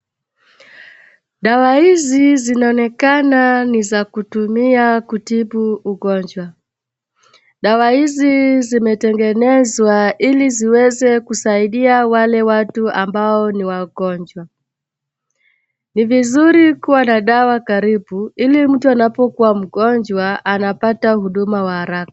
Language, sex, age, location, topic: Swahili, female, 36-49, Wajir, health